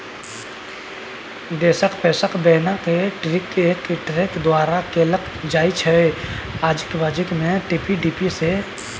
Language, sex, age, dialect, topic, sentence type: Maithili, male, 18-24, Bajjika, banking, statement